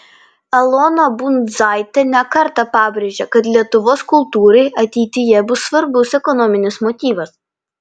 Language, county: Lithuanian, Panevėžys